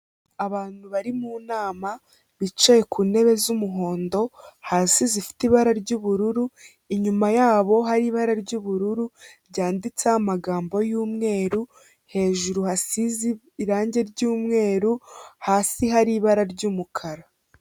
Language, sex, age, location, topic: Kinyarwanda, female, 18-24, Kigali, health